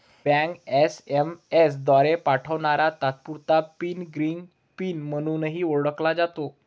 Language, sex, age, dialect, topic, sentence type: Marathi, male, 25-30, Varhadi, banking, statement